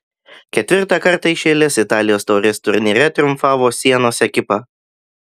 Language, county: Lithuanian, Klaipėda